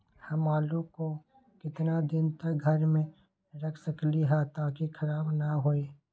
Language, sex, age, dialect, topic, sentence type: Magahi, male, 25-30, Western, agriculture, question